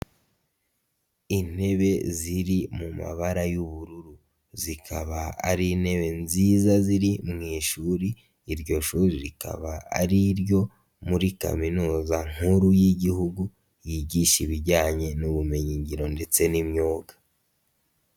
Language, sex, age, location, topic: Kinyarwanda, male, 50+, Nyagatare, education